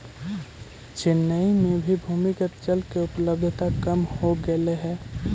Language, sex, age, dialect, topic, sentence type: Magahi, male, 18-24, Central/Standard, banking, statement